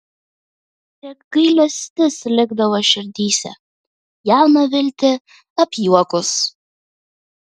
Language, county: Lithuanian, Vilnius